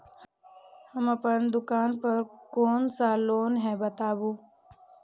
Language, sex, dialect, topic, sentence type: Maithili, female, Eastern / Thethi, banking, question